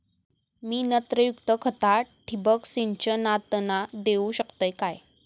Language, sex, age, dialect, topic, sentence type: Marathi, female, 18-24, Southern Konkan, agriculture, question